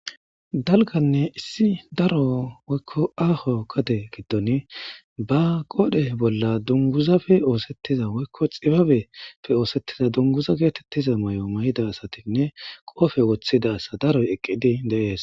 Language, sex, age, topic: Gamo, male, 18-24, government